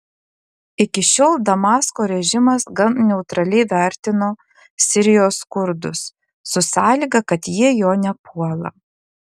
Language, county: Lithuanian, Klaipėda